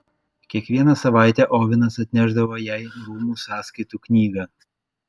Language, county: Lithuanian, Klaipėda